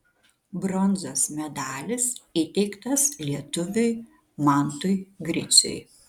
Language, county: Lithuanian, Šiauliai